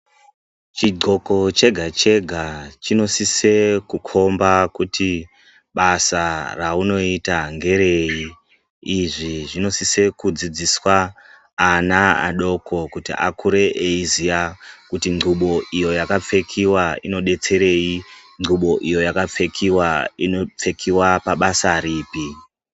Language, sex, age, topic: Ndau, male, 36-49, health